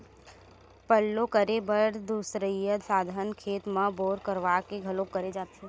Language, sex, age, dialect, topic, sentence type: Chhattisgarhi, female, 18-24, Western/Budati/Khatahi, agriculture, statement